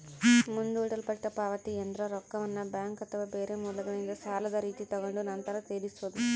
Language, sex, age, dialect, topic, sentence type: Kannada, female, 25-30, Central, banking, statement